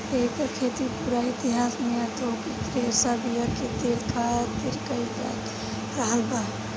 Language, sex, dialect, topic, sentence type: Bhojpuri, female, Southern / Standard, agriculture, statement